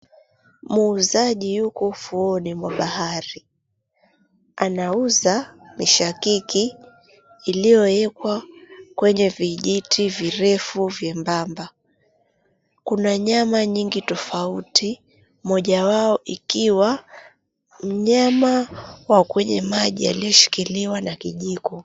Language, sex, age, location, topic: Swahili, female, 25-35, Mombasa, agriculture